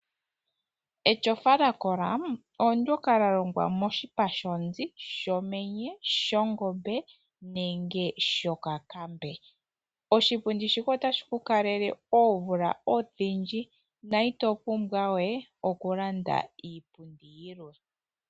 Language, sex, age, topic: Oshiwambo, female, 25-35, finance